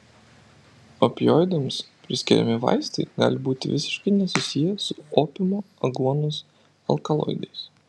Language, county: Lithuanian, Vilnius